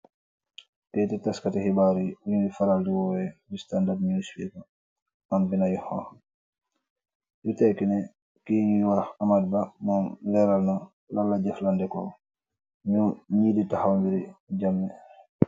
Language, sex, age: Wolof, male, 25-35